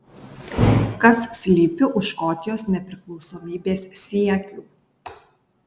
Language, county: Lithuanian, Kaunas